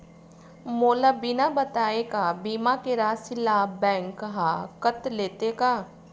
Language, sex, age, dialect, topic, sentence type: Chhattisgarhi, female, 36-40, Western/Budati/Khatahi, banking, question